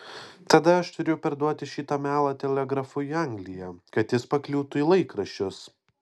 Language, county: Lithuanian, Panevėžys